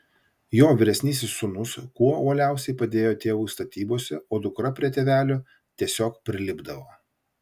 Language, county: Lithuanian, Vilnius